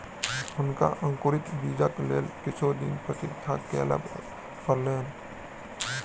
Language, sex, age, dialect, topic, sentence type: Maithili, male, 18-24, Southern/Standard, agriculture, statement